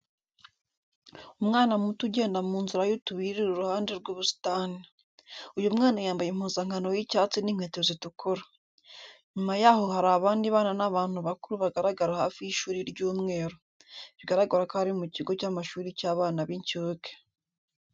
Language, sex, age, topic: Kinyarwanda, female, 18-24, education